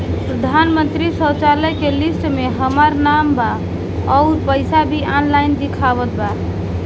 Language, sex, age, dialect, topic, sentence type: Bhojpuri, female, 18-24, Western, banking, question